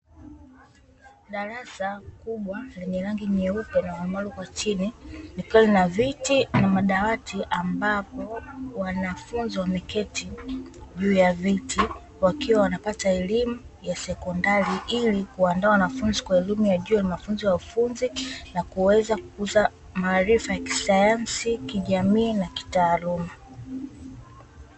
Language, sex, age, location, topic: Swahili, female, 18-24, Dar es Salaam, education